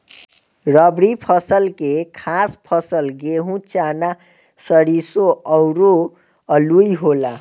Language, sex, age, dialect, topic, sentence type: Bhojpuri, male, 18-24, Southern / Standard, agriculture, statement